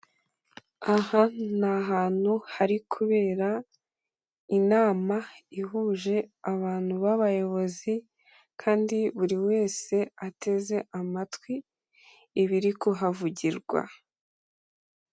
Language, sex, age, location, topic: Kinyarwanda, male, 18-24, Kigali, government